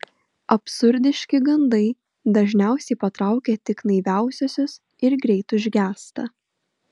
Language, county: Lithuanian, Panevėžys